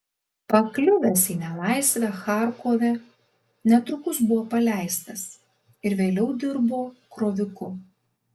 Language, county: Lithuanian, Alytus